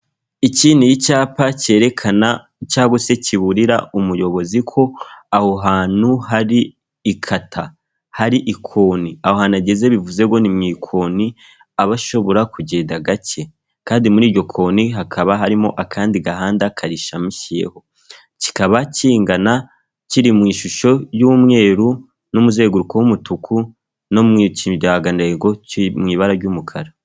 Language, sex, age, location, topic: Kinyarwanda, female, 36-49, Kigali, government